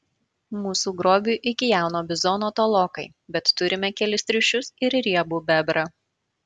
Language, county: Lithuanian, Marijampolė